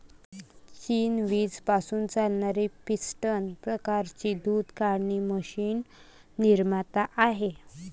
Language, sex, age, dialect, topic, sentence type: Marathi, female, 25-30, Varhadi, agriculture, statement